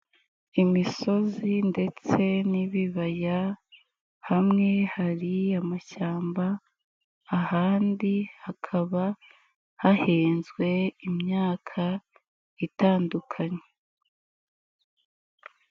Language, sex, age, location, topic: Kinyarwanda, female, 18-24, Nyagatare, agriculture